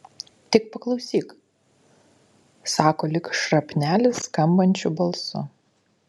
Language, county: Lithuanian, Utena